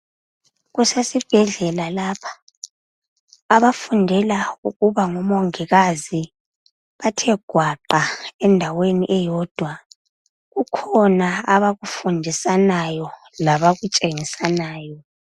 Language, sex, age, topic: North Ndebele, female, 25-35, health